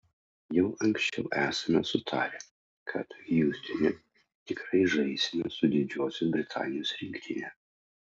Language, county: Lithuanian, Utena